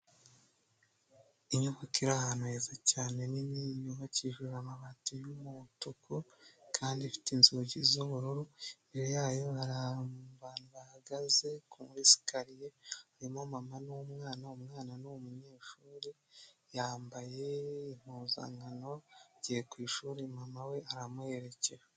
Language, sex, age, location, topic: Kinyarwanda, male, 25-35, Nyagatare, education